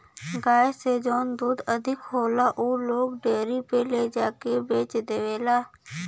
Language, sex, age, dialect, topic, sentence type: Bhojpuri, female, 60-100, Western, agriculture, statement